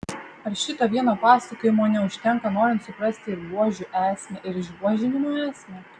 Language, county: Lithuanian, Vilnius